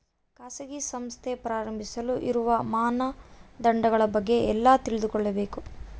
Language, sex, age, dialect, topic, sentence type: Kannada, female, 18-24, Central, banking, question